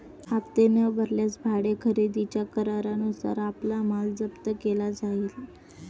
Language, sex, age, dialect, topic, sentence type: Marathi, female, 18-24, Standard Marathi, banking, statement